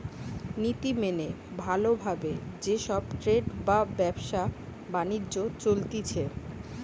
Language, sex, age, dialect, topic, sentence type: Bengali, female, 25-30, Western, banking, statement